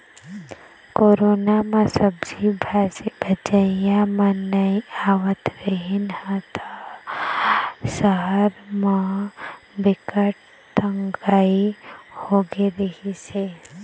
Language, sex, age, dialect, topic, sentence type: Chhattisgarhi, female, 18-24, Eastern, agriculture, statement